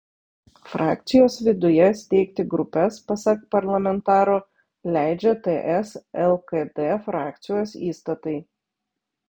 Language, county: Lithuanian, Vilnius